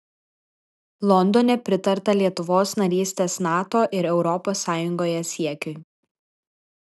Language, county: Lithuanian, Vilnius